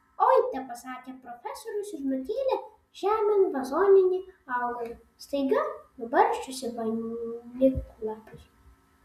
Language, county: Lithuanian, Vilnius